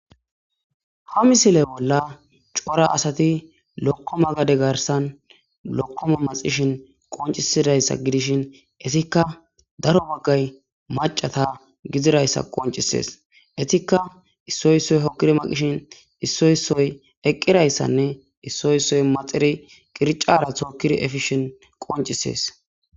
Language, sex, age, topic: Gamo, male, 18-24, agriculture